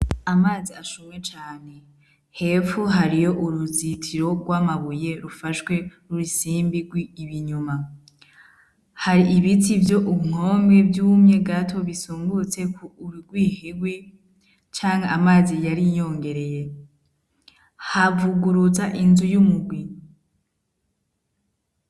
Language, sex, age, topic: Rundi, female, 18-24, agriculture